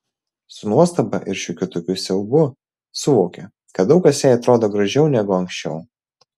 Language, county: Lithuanian, Vilnius